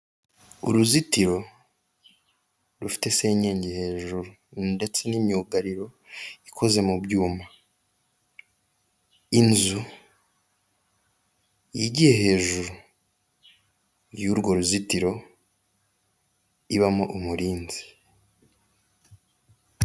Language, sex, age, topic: Kinyarwanda, male, 18-24, government